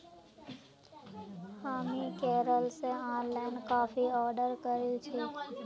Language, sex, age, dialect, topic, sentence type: Magahi, female, 56-60, Northeastern/Surjapuri, agriculture, statement